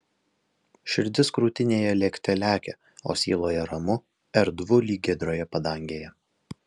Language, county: Lithuanian, Alytus